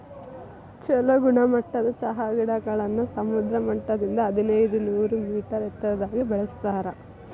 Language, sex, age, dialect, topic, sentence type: Kannada, female, 18-24, Dharwad Kannada, agriculture, statement